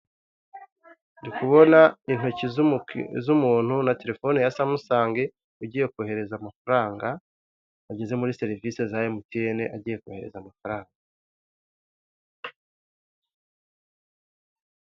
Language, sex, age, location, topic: Kinyarwanda, female, 18-24, Kigali, finance